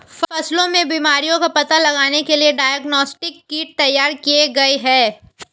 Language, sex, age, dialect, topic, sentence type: Hindi, female, 18-24, Marwari Dhudhari, agriculture, statement